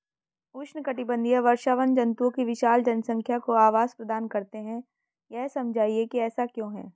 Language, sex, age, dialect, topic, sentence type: Hindi, female, 31-35, Hindustani Malvi Khadi Boli, agriculture, question